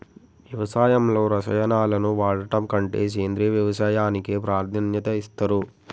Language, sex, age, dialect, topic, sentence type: Telugu, male, 18-24, Telangana, agriculture, statement